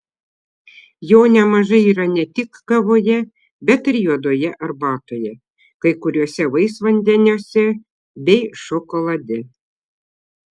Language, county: Lithuanian, Šiauliai